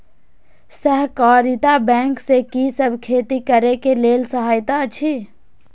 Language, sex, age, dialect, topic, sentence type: Maithili, female, 18-24, Eastern / Thethi, agriculture, question